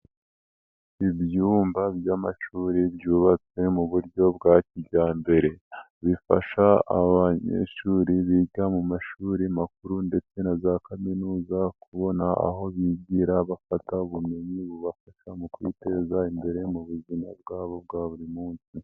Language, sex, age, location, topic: Kinyarwanda, female, 18-24, Nyagatare, education